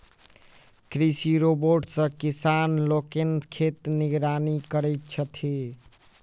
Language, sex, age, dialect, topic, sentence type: Maithili, male, 18-24, Southern/Standard, agriculture, statement